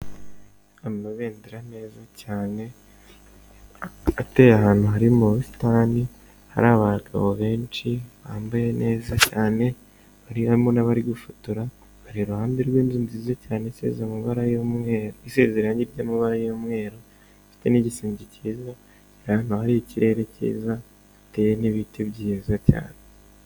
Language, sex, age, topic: Kinyarwanda, male, 18-24, government